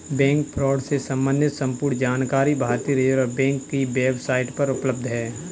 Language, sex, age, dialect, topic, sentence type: Hindi, male, 25-30, Kanauji Braj Bhasha, banking, statement